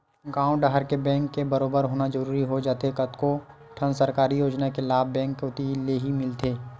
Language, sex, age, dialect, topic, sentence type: Chhattisgarhi, male, 18-24, Western/Budati/Khatahi, banking, statement